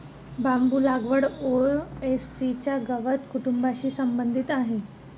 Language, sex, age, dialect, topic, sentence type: Marathi, female, 18-24, Varhadi, agriculture, statement